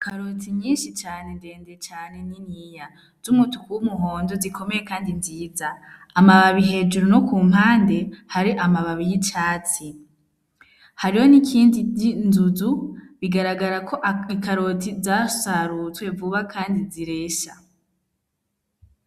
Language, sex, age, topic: Rundi, female, 18-24, agriculture